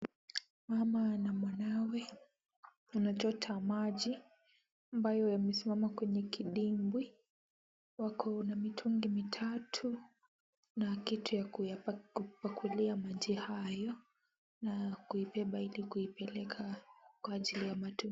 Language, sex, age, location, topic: Swahili, female, 18-24, Kisumu, health